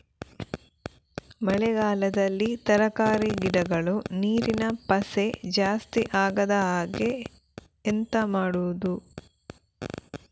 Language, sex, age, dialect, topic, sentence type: Kannada, female, 18-24, Coastal/Dakshin, agriculture, question